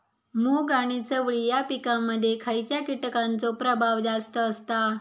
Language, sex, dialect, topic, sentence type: Marathi, female, Southern Konkan, agriculture, question